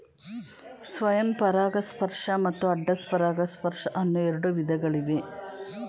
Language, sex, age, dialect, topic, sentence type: Kannada, female, 36-40, Mysore Kannada, agriculture, statement